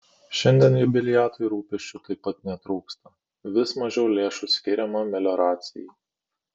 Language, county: Lithuanian, Kaunas